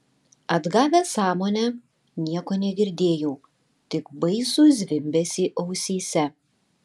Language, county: Lithuanian, Tauragė